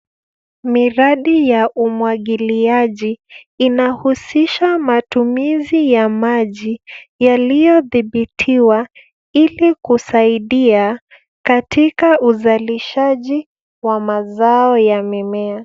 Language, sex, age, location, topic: Swahili, female, 25-35, Nairobi, agriculture